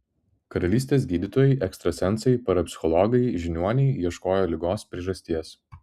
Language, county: Lithuanian, Vilnius